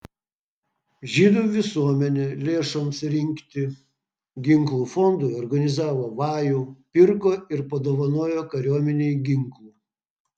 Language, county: Lithuanian, Vilnius